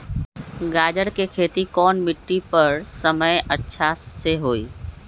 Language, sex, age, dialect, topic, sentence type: Magahi, female, 36-40, Western, agriculture, question